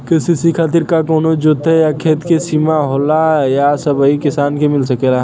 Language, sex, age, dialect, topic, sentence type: Bhojpuri, male, 18-24, Western, agriculture, question